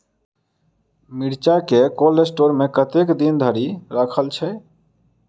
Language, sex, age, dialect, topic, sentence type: Maithili, male, 25-30, Southern/Standard, agriculture, question